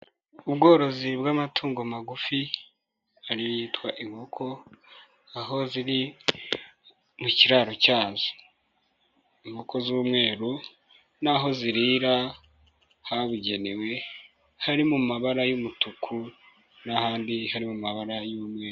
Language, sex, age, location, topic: Kinyarwanda, male, 18-24, Nyagatare, agriculture